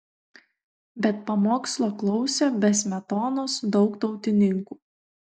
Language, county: Lithuanian, Kaunas